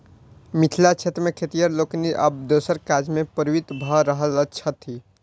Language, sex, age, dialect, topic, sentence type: Maithili, male, 60-100, Southern/Standard, agriculture, statement